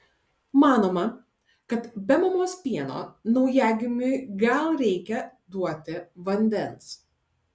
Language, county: Lithuanian, Alytus